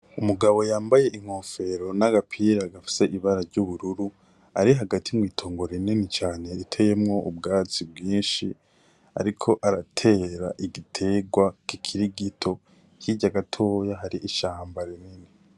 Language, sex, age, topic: Rundi, male, 18-24, agriculture